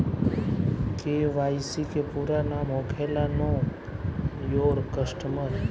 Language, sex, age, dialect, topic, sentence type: Bhojpuri, male, 18-24, Southern / Standard, banking, statement